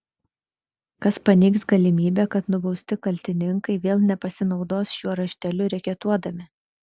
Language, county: Lithuanian, Vilnius